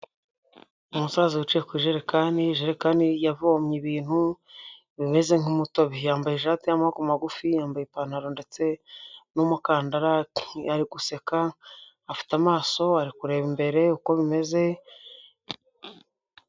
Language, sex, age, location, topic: Kinyarwanda, male, 25-35, Huye, health